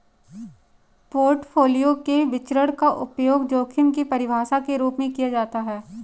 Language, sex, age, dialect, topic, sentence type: Hindi, female, 18-24, Marwari Dhudhari, banking, statement